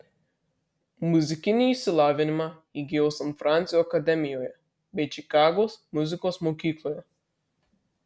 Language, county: Lithuanian, Marijampolė